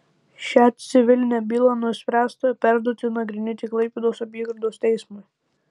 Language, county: Lithuanian, Tauragė